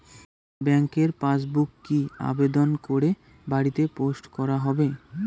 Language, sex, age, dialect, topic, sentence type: Bengali, male, 18-24, Rajbangshi, banking, question